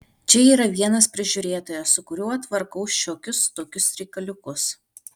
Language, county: Lithuanian, Alytus